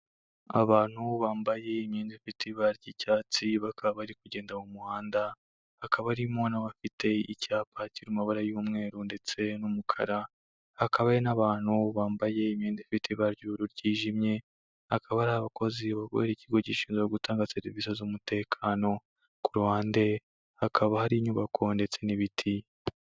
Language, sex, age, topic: Kinyarwanda, male, 18-24, health